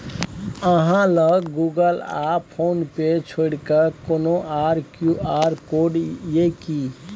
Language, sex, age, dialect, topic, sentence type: Maithili, male, 31-35, Bajjika, banking, statement